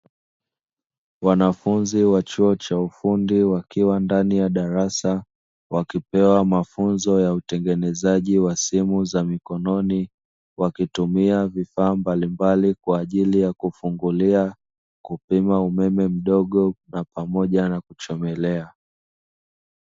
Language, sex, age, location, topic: Swahili, male, 25-35, Dar es Salaam, education